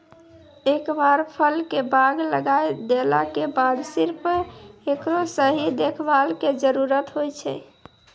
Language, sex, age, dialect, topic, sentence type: Maithili, male, 18-24, Angika, agriculture, statement